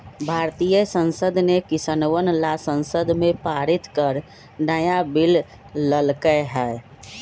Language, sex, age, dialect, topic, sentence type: Magahi, male, 41-45, Western, agriculture, statement